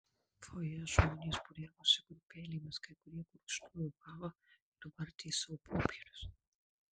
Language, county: Lithuanian, Kaunas